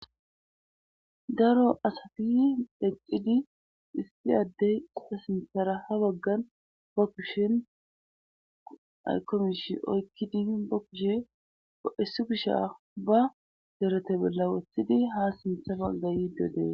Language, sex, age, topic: Gamo, female, 25-35, government